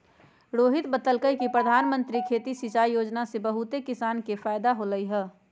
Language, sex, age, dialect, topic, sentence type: Magahi, female, 56-60, Western, agriculture, statement